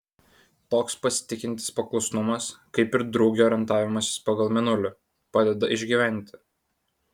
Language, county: Lithuanian, Vilnius